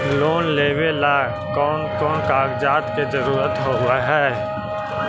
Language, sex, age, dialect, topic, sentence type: Magahi, male, 18-24, Central/Standard, banking, question